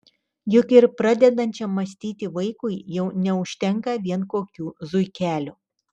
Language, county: Lithuanian, Telšiai